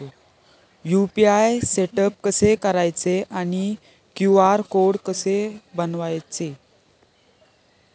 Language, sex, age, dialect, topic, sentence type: Marathi, male, 18-24, Standard Marathi, banking, question